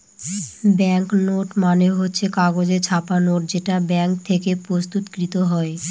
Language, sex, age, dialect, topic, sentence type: Bengali, female, 25-30, Northern/Varendri, banking, statement